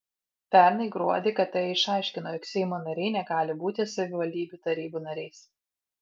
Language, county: Lithuanian, Vilnius